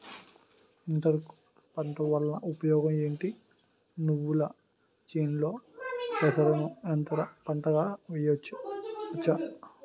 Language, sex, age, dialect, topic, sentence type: Telugu, male, 31-35, Utterandhra, agriculture, question